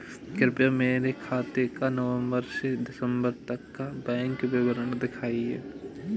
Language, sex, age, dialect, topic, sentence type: Hindi, male, 18-24, Awadhi Bundeli, banking, question